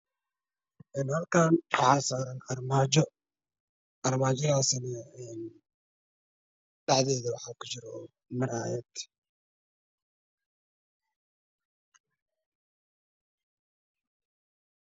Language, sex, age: Somali, male, 25-35